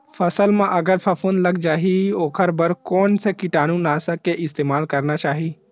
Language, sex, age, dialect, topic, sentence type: Chhattisgarhi, male, 18-24, Western/Budati/Khatahi, agriculture, question